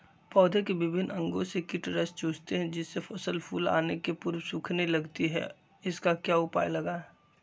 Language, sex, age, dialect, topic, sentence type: Magahi, male, 25-30, Western, agriculture, question